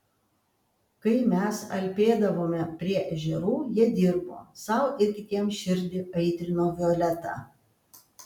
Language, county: Lithuanian, Kaunas